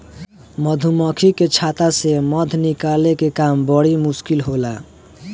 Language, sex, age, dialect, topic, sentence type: Bhojpuri, male, 18-24, Southern / Standard, agriculture, statement